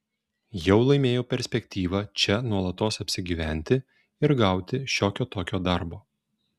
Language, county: Lithuanian, Šiauliai